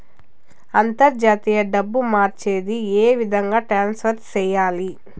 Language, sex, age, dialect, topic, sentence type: Telugu, female, 31-35, Southern, banking, question